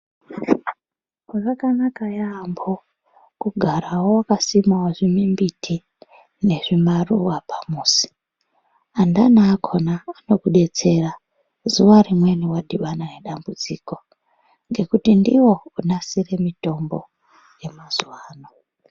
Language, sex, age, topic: Ndau, female, 36-49, health